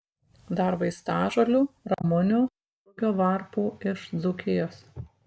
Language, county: Lithuanian, Šiauliai